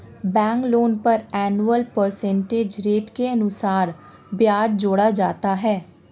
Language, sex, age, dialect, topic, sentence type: Hindi, female, 18-24, Marwari Dhudhari, banking, statement